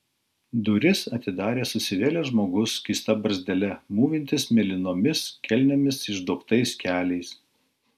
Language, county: Lithuanian, Klaipėda